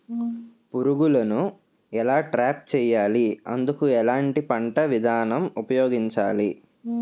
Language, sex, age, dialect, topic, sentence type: Telugu, male, 18-24, Utterandhra, agriculture, question